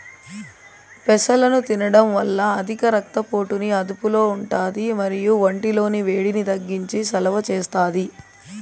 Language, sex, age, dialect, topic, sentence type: Telugu, female, 31-35, Southern, agriculture, statement